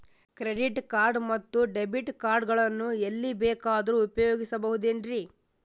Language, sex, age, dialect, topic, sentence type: Kannada, male, 31-35, Northeastern, banking, question